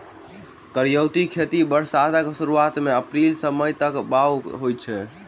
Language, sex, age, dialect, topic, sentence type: Maithili, male, 18-24, Southern/Standard, agriculture, statement